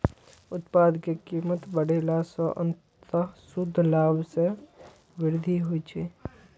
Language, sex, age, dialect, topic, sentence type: Maithili, male, 36-40, Eastern / Thethi, banking, statement